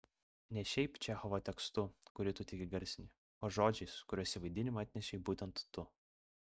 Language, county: Lithuanian, Vilnius